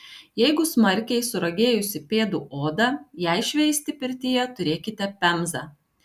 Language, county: Lithuanian, Alytus